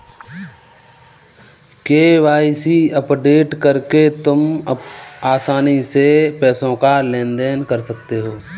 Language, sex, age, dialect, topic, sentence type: Hindi, male, 18-24, Kanauji Braj Bhasha, banking, statement